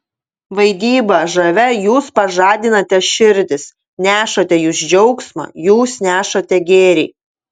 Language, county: Lithuanian, Utena